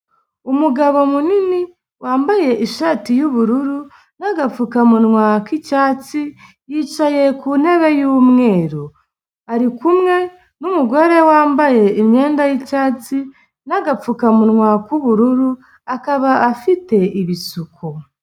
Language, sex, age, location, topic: Kinyarwanda, female, 25-35, Kigali, health